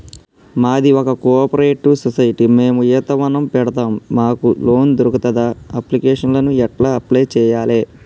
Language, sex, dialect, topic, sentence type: Telugu, male, Telangana, banking, question